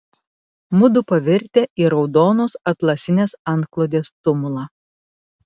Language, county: Lithuanian, Panevėžys